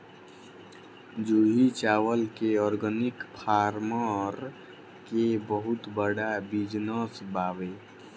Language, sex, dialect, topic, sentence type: Bhojpuri, male, Southern / Standard, agriculture, statement